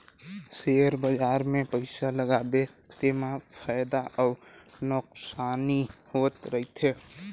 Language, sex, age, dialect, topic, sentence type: Chhattisgarhi, male, 60-100, Northern/Bhandar, banking, statement